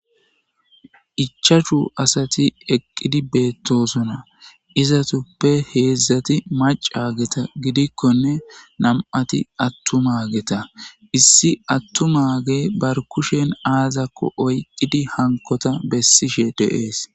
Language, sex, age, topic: Gamo, male, 25-35, government